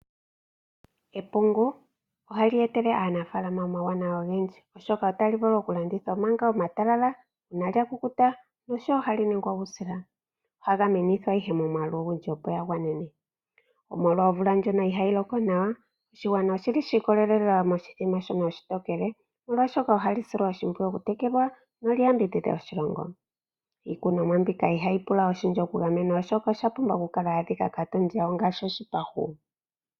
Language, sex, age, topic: Oshiwambo, female, 25-35, agriculture